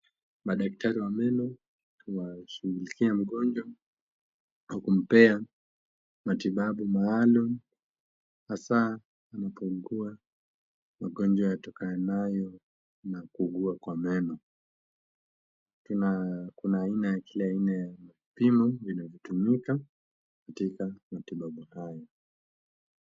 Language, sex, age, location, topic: Swahili, male, 18-24, Kisumu, health